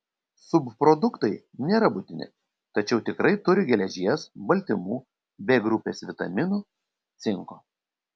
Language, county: Lithuanian, Panevėžys